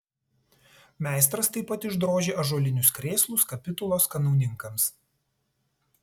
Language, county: Lithuanian, Tauragė